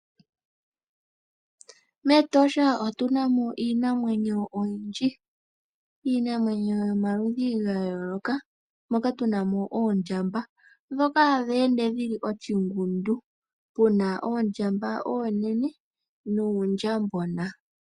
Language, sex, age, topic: Oshiwambo, female, 18-24, agriculture